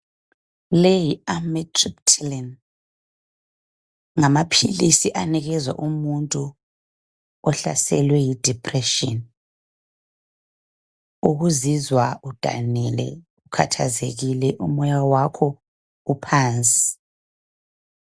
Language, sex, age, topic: North Ndebele, female, 25-35, health